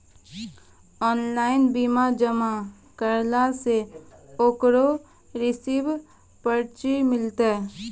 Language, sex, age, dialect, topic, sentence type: Maithili, female, 18-24, Angika, banking, question